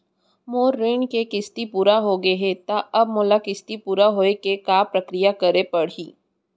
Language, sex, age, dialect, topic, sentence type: Chhattisgarhi, female, 60-100, Central, banking, question